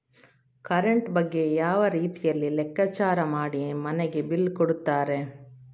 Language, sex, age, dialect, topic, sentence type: Kannada, female, 56-60, Coastal/Dakshin, banking, question